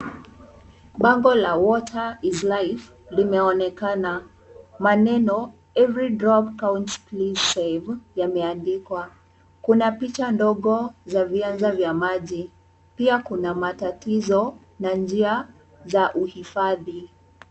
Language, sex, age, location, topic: Swahili, male, 18-24, Kisumu, education